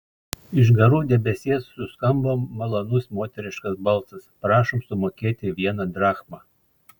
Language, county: Lithuanian, Klaipėda